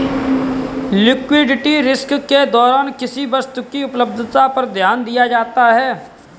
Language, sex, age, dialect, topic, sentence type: Hindi, male, 18-24, Kanauji Braj Bhasha, banking, statement